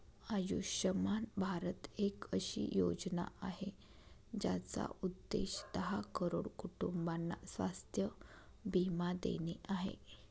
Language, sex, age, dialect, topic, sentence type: Marathi, female, 25-30, Northern Konkan, banking, statement